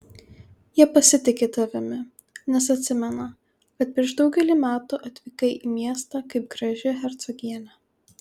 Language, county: Lithuanian, Kaunas